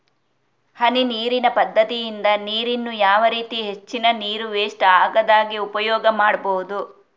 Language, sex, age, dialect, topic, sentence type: Kannada, female, 36-40, Coastal/Dakshin, agriculture, question